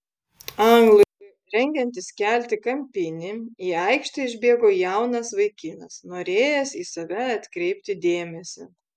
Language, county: Lithuanian, Vilnius